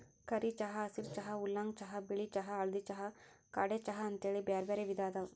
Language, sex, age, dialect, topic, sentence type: Kannada, female, 18-24, Dharwad Kannada, agriculture, statement